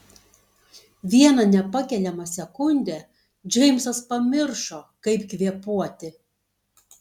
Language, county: Lithuanian, Tauragė